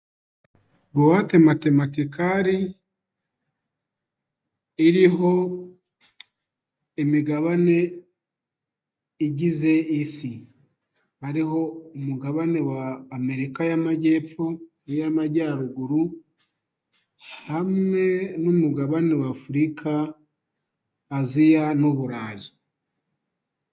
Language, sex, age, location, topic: Kinyarwanda, male, 25-35, Nyagatare, education